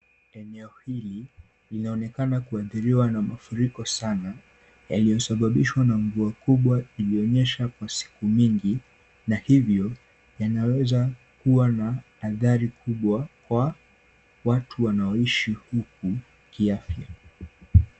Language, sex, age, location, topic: Swahili, male, 18-24, Kisumu, health